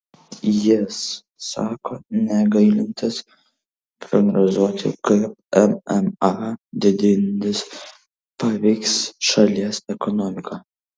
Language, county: Lithuanian, Kaunas